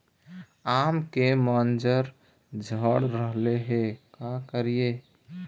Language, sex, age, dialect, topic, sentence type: Magahi, male, 18-24, Central/Standard, agriculture, question